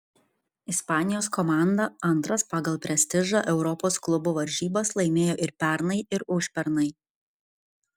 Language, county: Lithuanian, Kaunas